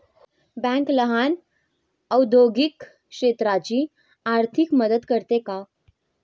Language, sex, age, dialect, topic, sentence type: Marathi, female, 18-24, Standard Marathi, banking, question